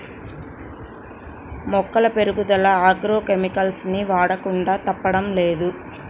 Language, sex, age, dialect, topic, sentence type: Telugu, female, 36-40, Central/Coastal, agriculture, statement